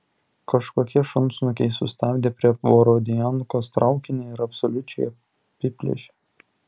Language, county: Lithuanian, Tauragė